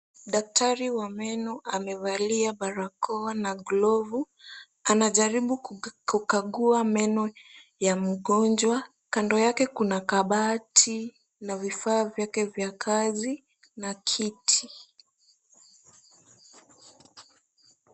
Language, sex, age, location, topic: Swahili, female, 18-24, Kisumu, health